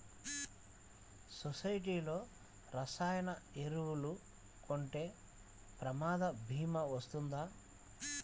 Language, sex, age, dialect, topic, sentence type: Telugu, male, 36-40, Central/Coastal, agriculture, question